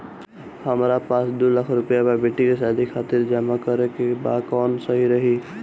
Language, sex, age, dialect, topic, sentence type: Bhojpuri, male, 18-24, Northern, banking, question